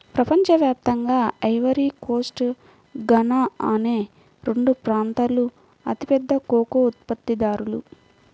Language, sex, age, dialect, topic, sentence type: Telugu, female, 25-30, Central/Coastal, agriculture, statement